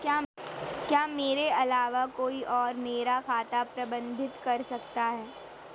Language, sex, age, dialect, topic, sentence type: Hindi, female, 18-24, Marwari Dhudhari, banking, question